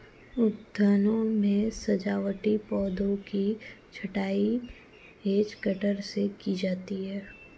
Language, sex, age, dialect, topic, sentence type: Hindi, female, 18-24, Marwari Dhudhari, agriculture, statement